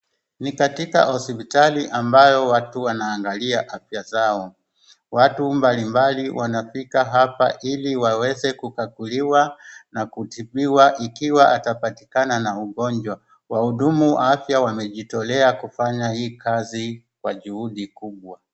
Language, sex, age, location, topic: Swahili, male, 36-49, Wajir, health